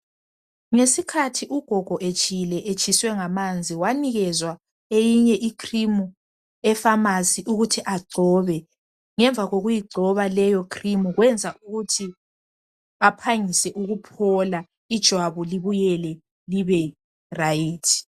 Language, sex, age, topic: North Ndebele, female, 25-35, health